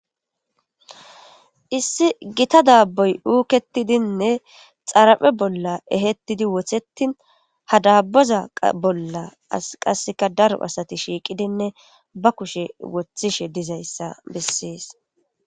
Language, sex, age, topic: Gamo, female, 18-24, government